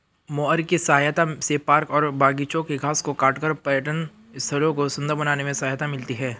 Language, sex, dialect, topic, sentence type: Hindi, male, Hindustani Malvi Khadi Boli, agriculture, statement